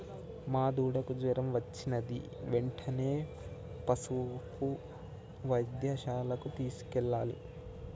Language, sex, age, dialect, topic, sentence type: Telugu, male, 18-24, Telangana, agriculture, statement